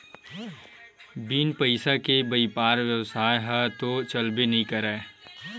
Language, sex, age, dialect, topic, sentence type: Chhattisgarhi, male, 18-24, Western/Budati/Khatahi, banking, statement